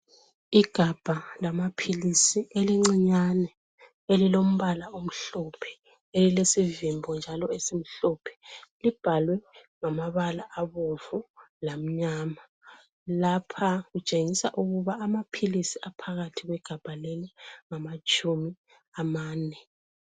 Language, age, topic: North Ndebele, 36-49, health